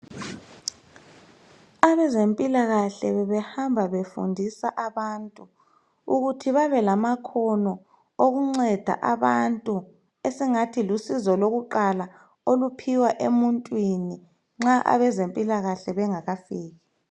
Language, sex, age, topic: North Ndebele, male, 36-49, health